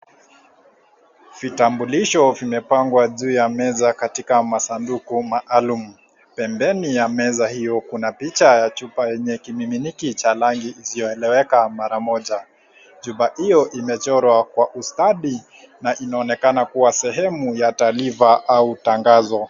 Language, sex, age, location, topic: Swahili, male, 18-24, Kisii, government